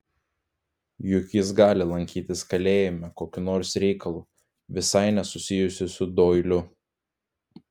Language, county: Lithuanian, Klaipėda